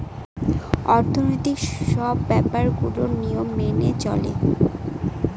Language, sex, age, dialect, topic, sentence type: Bengali, female, 18-24, Northern/Varendri, banking, statement